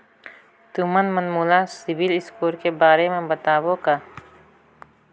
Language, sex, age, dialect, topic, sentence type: Chhattisgarhi, female, 25-30, Northern/Bhandar, banking, statement